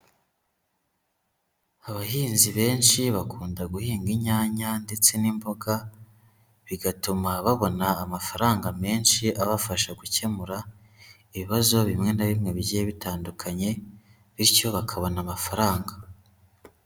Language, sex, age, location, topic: Kinyarwanda, male, 25-35, Huye, agriculture